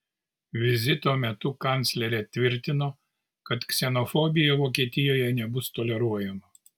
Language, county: Lithuanian, Kaunas